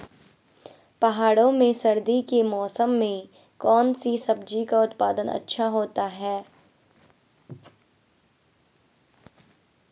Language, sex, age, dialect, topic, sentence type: Hindi, female, 25-30, Garhwali, agriculture, question